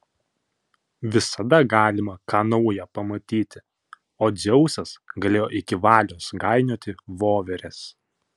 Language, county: Lithuanian, Panevėžys